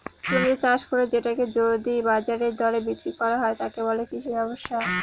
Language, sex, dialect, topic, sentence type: Bengali, female, Northern/Varendri, agriculture, statement